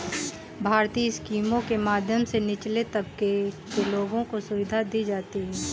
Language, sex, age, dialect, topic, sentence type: Hindi, female, 18-24, Awadhi Bundeli, banking, statement